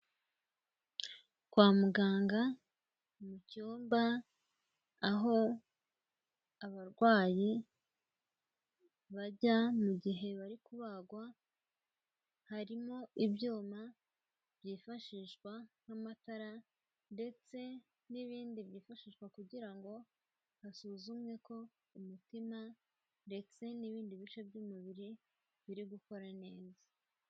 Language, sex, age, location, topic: Kinyarwanda, female, 18-24, Kigali, health